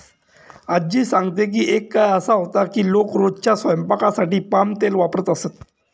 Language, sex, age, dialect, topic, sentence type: Marathi, male, 36-40, Standard Marathi, agriculture, statement